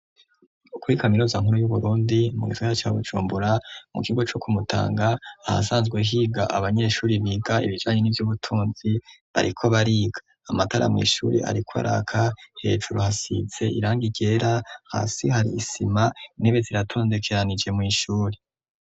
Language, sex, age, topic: Rundi, male, 25-35, education